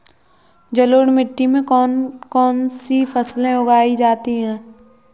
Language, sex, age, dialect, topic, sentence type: Hindi, male, 18-24, Kanauji Braj Bhasha, agriculture, question